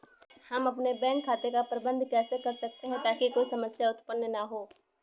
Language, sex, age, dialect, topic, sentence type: Hindi, female, 18-24, Awadhi Bundeli, banking, question